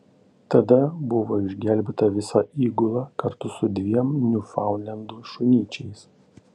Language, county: Lithuanian, Panevėžys